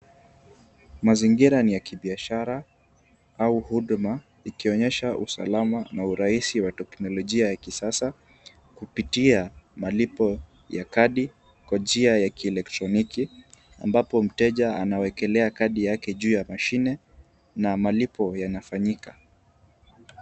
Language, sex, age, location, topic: Swahili, male, 18-24, Kisumu, finance